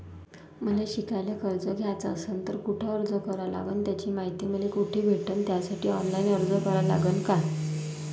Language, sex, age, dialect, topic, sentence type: Marathi, female, 56-60, Varhadi, banking, question